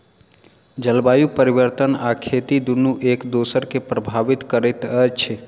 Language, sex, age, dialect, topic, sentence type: Maithili, male, 31-35, Southern/Standard, agriculture, statement